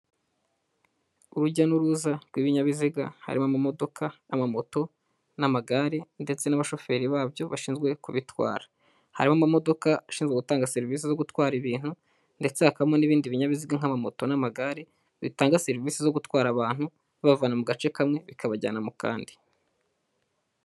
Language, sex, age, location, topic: Kinyarwanda, male, 18-24, Huye, government